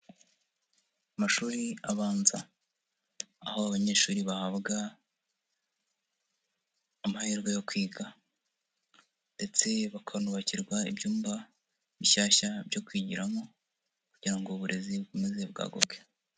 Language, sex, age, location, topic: Kinyarwanda, female, 50+, Nyagatare, education